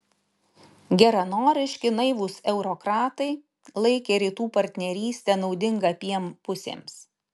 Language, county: Lithuanian, Šiauliai